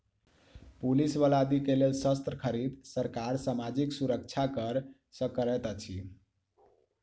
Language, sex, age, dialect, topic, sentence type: Maithili, male, 18-24, Southern/Standard, banking, statement